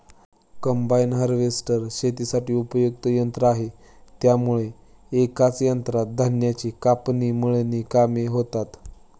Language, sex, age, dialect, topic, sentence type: Marathi, male, 18-24, Standard Marathi, agriculture, statement